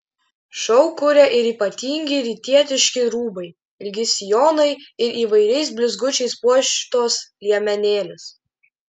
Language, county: Lithuanian, Klaipėda